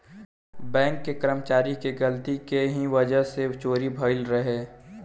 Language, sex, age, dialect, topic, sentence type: Bhojpuri, male, 18-24, Southern / Standard, banking, statement